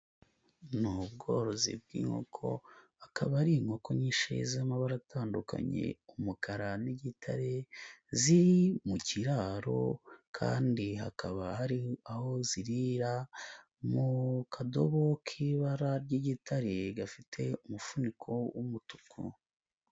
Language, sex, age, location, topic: Kinyarwanda, male, 18-24, Nyagatare, agriculture